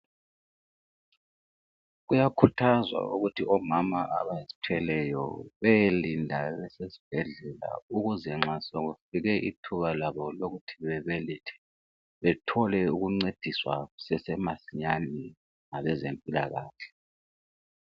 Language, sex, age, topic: North Ndebele, male, 36-49, health